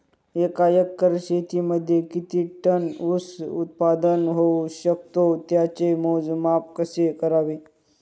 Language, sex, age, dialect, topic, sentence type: Marathi, male, 31-35, Northern Konkan, agriculture, question